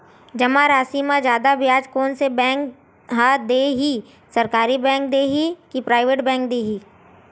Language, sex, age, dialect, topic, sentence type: Chhattisgarhi, female, 25-30, Western/Budati/Khatahi, banking, question